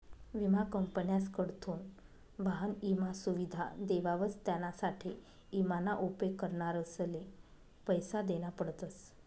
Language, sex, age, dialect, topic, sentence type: Marathi, female, 25-30, Northern Konkan, banking, statement